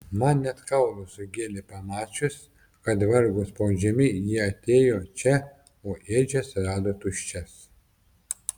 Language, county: Lithuanian, Telšiai